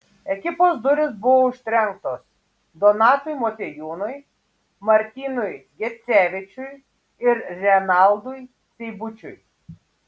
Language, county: Lithuanian, Šiauliai